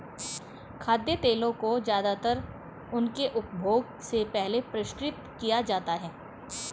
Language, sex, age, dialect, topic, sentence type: Hindi, female, 41-45, Hindustani Malvi Khadi Boli, agriculture, statement